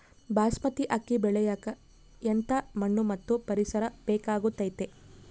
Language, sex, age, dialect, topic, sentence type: Kannada, female, 31-35, Central, agriculture, question